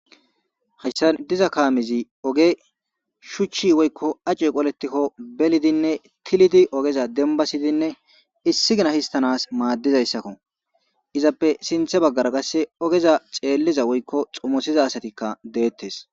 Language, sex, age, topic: Gamo, male, 25-35, government